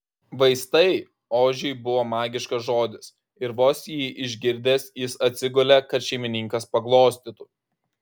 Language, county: Lithuanian, Kaunas